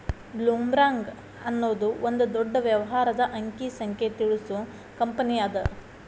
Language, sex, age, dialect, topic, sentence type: Kannada, female, 31-35, Dharwad Kannada, banking, statement